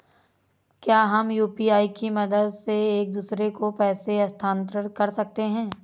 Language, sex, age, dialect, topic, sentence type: Hindi, female, 25-30, Awadhi Bundeli, banking, question